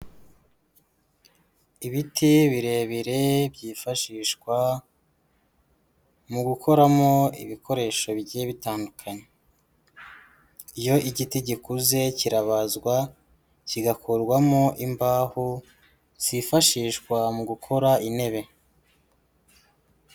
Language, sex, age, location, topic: Kinyarwanda, female, 36-49, Huye, health